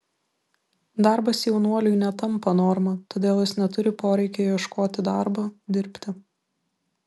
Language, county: Lithuanian, Vilnius